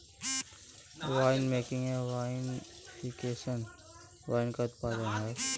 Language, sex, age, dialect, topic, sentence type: Hindi, male, 18-24, Kanauji Braj Bhasha, agriculture, statement